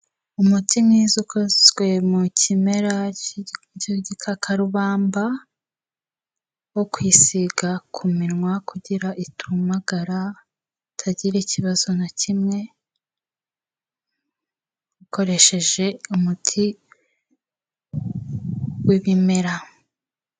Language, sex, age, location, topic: Kinyarwanda, female, 18-24, Kigali, health